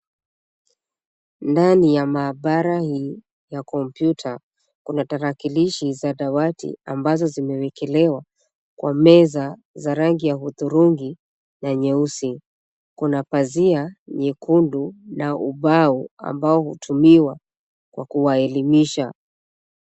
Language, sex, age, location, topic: Swahili, female, 25-35, Nairobi, education